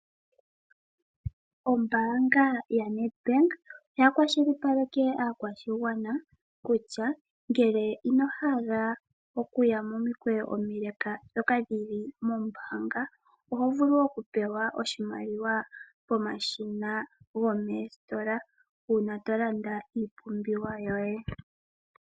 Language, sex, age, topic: Oshiwambo, female, 25-35, finance